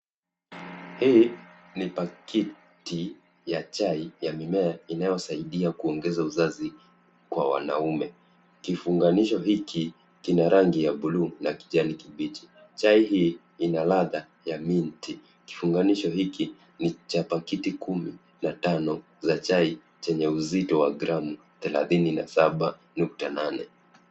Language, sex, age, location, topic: Swahili, male, 25-35, Nairobi, health